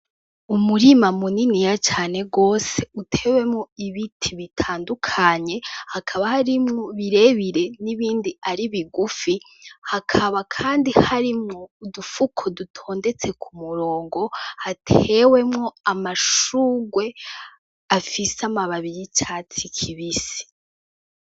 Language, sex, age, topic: Rundi, female, 18-24, agriculture